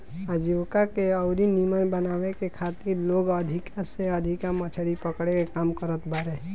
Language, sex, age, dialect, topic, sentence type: Bhojpuri, male, 18-24, Northern, agriculture, statement